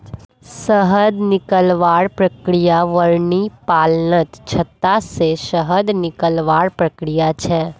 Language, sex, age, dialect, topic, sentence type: Magahi, female, 41-45, Northeastern/Surjapuri, agriculture, statement